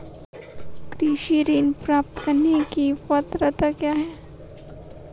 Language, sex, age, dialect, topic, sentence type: Hindi, female, 18-24, Marwari Dhudhari, agriculture, question